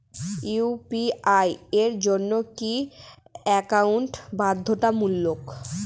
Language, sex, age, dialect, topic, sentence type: Bengali, female, 18-24, Northern/Varendri, banking, question